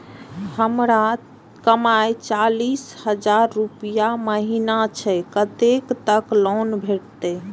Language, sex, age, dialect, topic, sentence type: Maithili, female, 25-30, Eastern / Thethi, banking, question